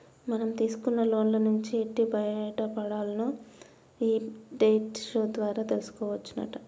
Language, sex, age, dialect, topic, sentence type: Telugu, male, 25-30, Telangana, banking, statement